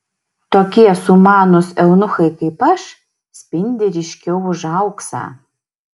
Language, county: Lithuanian, Šiauliai